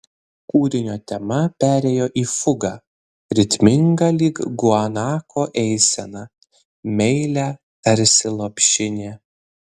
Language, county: Lithuanian, Vilnius